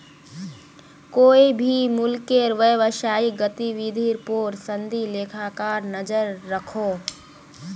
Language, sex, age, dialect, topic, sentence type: Magahi, female, 18-24, Northeastern/Surjapuri, banking, statement